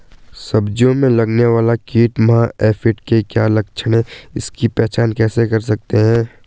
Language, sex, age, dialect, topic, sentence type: Hindi, male, 18-24, Garhwali, agriculture, question